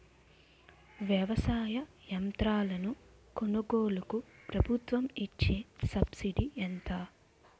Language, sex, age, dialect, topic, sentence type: Telugu, female, 25-30, Utterandhra, agriculture, question